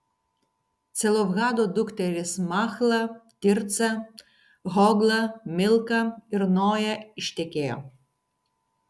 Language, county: Lithuanian, Kaunas